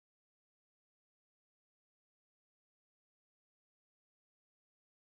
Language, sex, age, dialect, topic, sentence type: Telugu, male, 18-24, Central/Coastal, agriculture, question